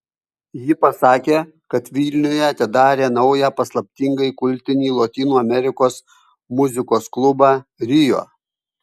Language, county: Lithuanian, Kaunas